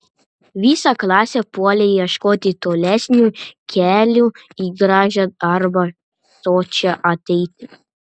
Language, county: Lithuanian, Panevėžys